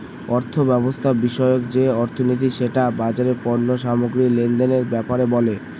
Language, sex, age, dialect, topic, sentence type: Bengali, male, <18, Northern/Varendri, banking, statement